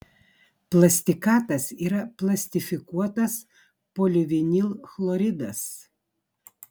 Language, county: Lithuanian, Vilnius